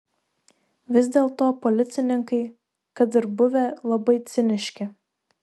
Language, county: Lithuanian, Šiauliai